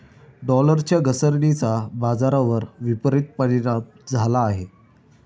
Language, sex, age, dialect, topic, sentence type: Marathi, male, 18-24, Standard Marathi, banking, statement